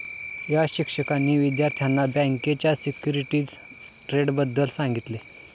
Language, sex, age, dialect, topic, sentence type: Marathi, male, 18-24, Standard Marathi, banking, statement